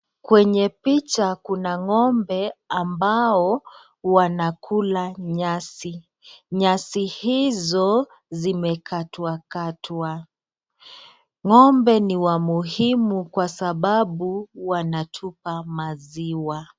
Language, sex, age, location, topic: Swahili, female, 25-35, Nakuru, agriculture